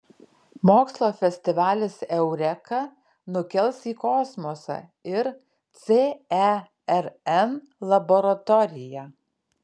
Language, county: Lithuanian, Alytus